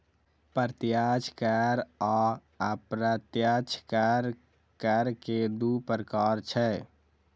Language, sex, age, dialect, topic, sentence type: Maithili, male, 60-100, Southern/Standard, banking, statement